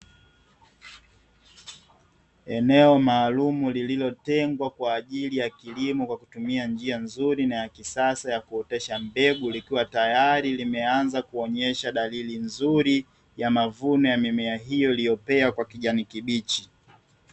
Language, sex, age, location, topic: Swahili, male, 18-24, Dar es Salaam, agriculture